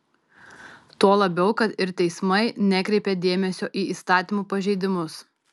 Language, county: Lithuanian, Tauragė